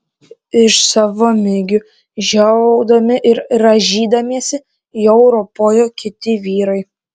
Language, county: Lithuanian, Kaunas